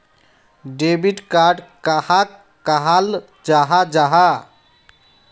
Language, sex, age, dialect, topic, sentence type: Magahi, male, 31-35, Northeastern/Surjapuri, banking, question